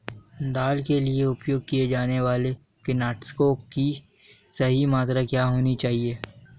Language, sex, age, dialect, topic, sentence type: Hindi, male, 18-24, Marwari Dhudhari, agriculture, question